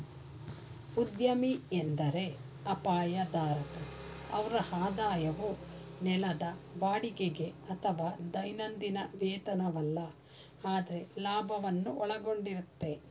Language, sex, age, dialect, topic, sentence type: Kannada, female, 46-50, Mysore Kannada, banking, statement